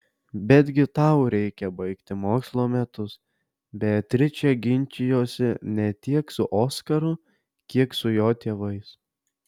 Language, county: Lithuanian, Alytus